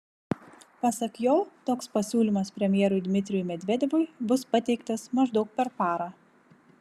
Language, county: Lithuanian, Vilnius